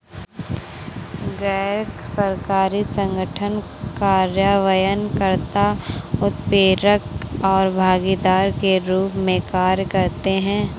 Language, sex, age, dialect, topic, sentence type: Hindi, female, 18-24, Awadhi Bundeli, banking, statement